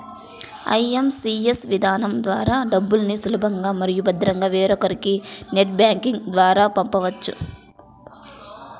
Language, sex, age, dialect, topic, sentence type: Telugu, female, 18-24, Central/Coastal, banking, statement